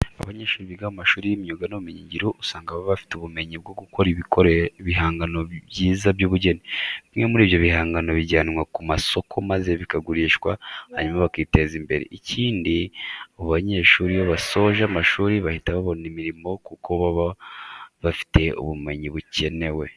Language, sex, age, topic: Kinyarwanda, male, 25-35, education